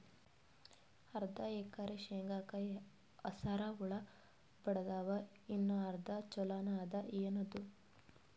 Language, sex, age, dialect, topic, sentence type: Kannada, female, 18-24, Northeastern, agriculture, question